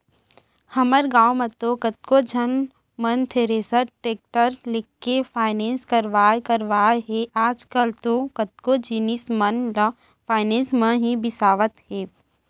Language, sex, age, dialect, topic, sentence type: Chhattisgarhi, female, 25-30, Central, banking, statement